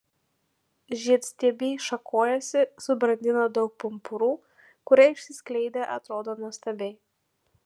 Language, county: Lithuanian, Panevėžys